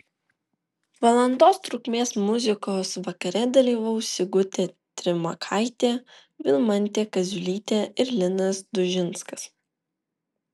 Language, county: Lithuanian, Vilnius